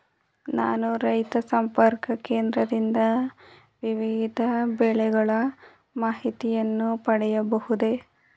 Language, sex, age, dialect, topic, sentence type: Kannada, female, 18-24, Mysore Kannada, agriculture, question